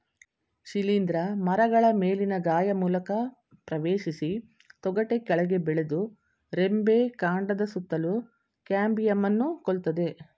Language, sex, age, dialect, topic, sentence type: Kannada, female, 56-60, Mysore Kannada, agriculture, statement